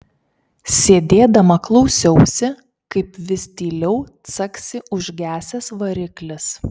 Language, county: Lithuanian, Kaunas